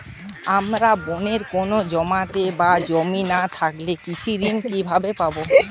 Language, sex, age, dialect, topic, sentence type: Bengali, male, 18-24, Western, agriculture, statement